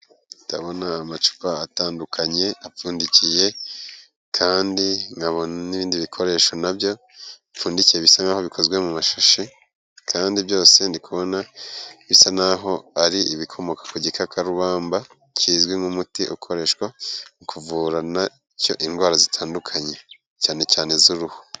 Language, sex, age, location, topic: Kinyarwanda, male, 25-35, Kigali, health